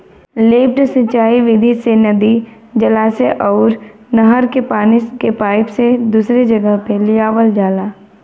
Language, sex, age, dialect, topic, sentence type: Bhojpuri, female, 18-24, Western, agriculture, statement